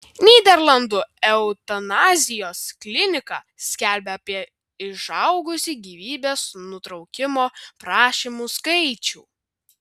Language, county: Lithuanian, Vilnius